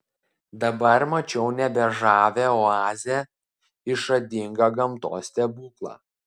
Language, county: Lithuanian, Klaipėda